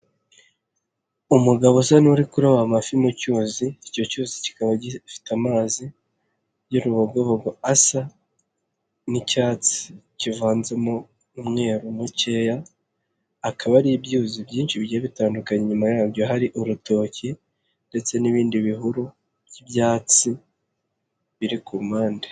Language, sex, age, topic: Kinyarwanda, male, 25-35, agriculture